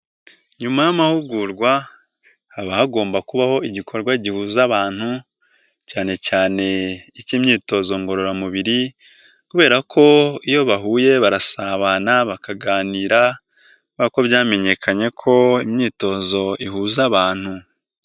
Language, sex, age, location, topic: Kinyarwanda, male, 18-24, Nyagatare, government